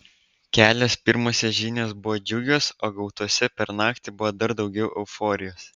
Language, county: Lithuanian, Vilnius